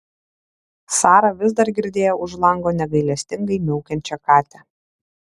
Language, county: Lithuanian, Alytus